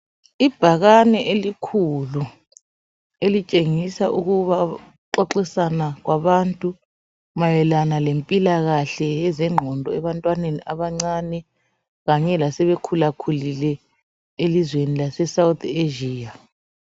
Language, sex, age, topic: North Ndebele, male, 36-49, health